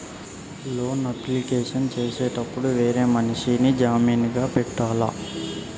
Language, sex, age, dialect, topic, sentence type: Telugu, male, 18-24, Telangana, banking, question